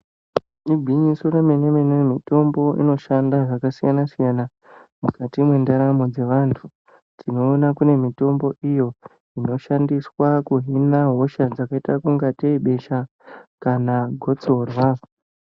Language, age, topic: Ndau, 50+, health